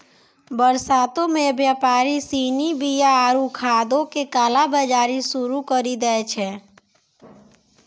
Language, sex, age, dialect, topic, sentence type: Maithili, female, 60-100, Angika, banking, statement